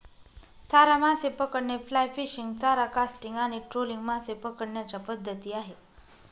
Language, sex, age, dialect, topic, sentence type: Marathi, female, 31-35, Northern Konkan, agriculture, statement